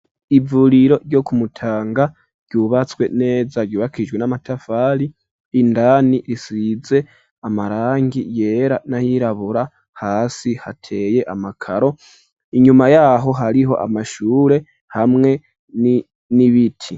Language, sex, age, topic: Rundi, male, 18-24, education